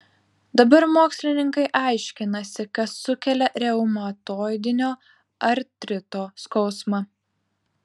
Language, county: Lithuanian, Vilnius